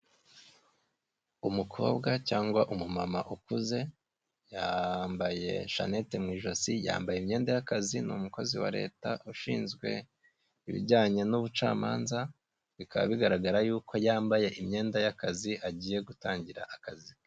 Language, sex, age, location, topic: Kinyarwanda, male, 25-35, Kigali, government